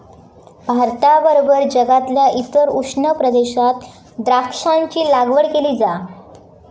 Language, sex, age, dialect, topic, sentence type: Marathi, female, 18-24, Southern Konkan, agriculture, statement